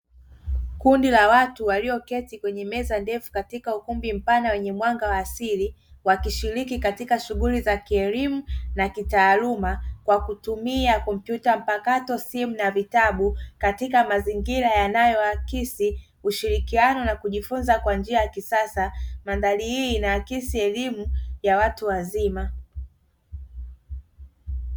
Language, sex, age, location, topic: Swahili, male, 18-24, Dar es Salaam, education